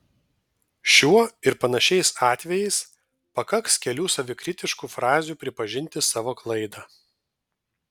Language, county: Lithuanian, Vilnius